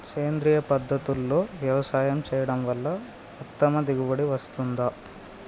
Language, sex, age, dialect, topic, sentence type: Telugu, male, 18-24, Telangana, agriculture, question